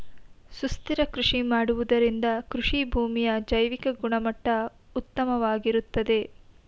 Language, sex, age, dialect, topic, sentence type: Kannada, female, 18-24, Mysore Kannada, agriculture, statement